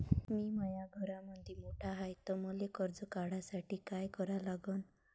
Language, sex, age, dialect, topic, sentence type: Marathi, female, 25-30, Varhadi, banking, question